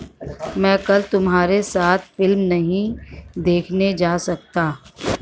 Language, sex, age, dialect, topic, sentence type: Hindi, female, 51-55, Marwari Dhudhari, agriculture, statement